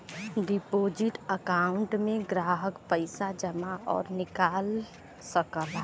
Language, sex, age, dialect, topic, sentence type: Bhojpuri, female, 31-35, Western, banking, statement